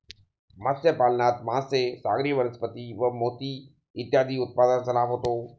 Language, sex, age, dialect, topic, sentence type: Marathi, male, 36-40, Standard Marathi, agriculture, statement